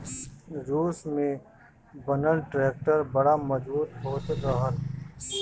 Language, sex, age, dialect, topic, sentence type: Bhojpuri, male, 31-35, Northern, agriculture, statement